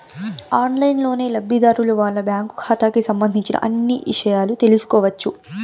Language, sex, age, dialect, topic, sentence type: Telugu, female, 18-24, Southern, banking, statement